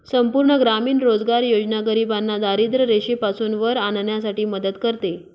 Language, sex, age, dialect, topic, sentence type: Marathi, female, 25-30, Northern Konkan, banking, statement